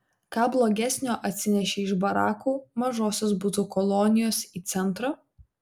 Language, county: Lithuanian, Vilnius